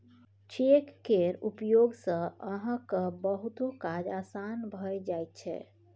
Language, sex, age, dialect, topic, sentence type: Maithili, female, 31-35, Bajjika, banking, statement